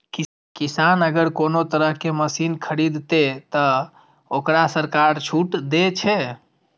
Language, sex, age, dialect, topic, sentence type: Maithili, female, 36-40, Eastern / Thethi, agriculture, question